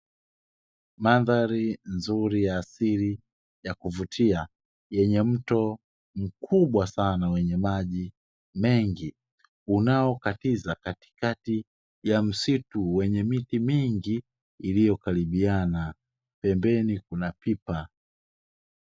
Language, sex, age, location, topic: Swahili, male, 25-35, Dar es Salaam, agriculture